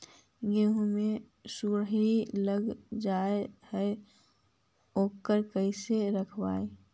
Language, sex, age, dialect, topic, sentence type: Magahi, female, 60-100, Central/Standard, agriculture, question